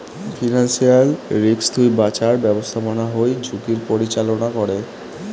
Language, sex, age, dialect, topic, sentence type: Bengali, male, 18-24, Rajbangshi, banking, statement